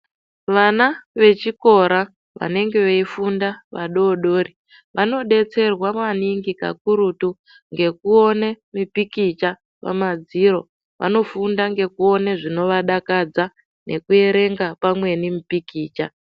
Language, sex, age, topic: Ndau, female, 18-24, education